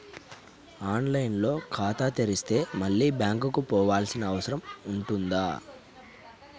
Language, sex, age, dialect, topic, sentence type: Telugu, male, 31-35, Telangana, banking, question